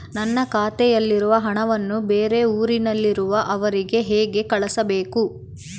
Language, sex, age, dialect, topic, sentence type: Kannada, female, 18-24, Central, banking, question